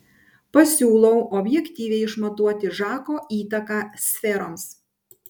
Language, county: Lithuanian, Panevėžys